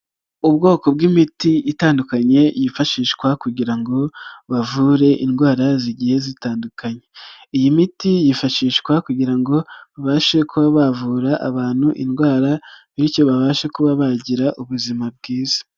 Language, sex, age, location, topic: Kinyarwanda, male, 36-49, Nyagatare, health